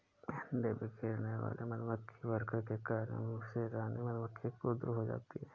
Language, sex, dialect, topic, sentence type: Hindi, male, Awadhi Bundeli, agriculture, statement